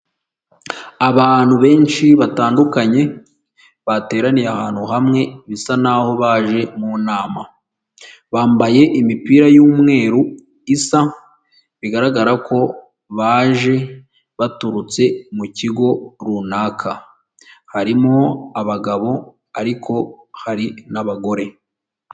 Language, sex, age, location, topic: Kinyarwanda, female, 18-24, Huye, health